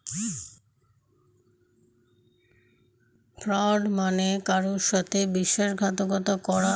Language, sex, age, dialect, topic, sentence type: Bengali, female, 51-55, Standard Colloquial, banking, statement